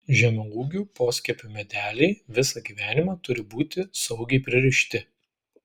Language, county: Lithuanian, Klaipėda